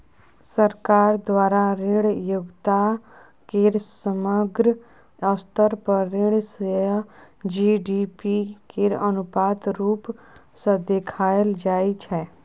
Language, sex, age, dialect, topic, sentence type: Maithili, female, 18-24, Bajjika, banking, statement